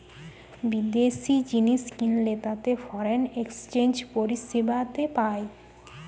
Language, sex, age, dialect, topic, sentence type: Bengali, female, 18-24, Western, banking, statement